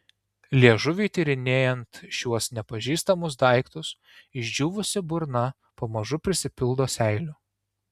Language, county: Lithuanian, Tauragė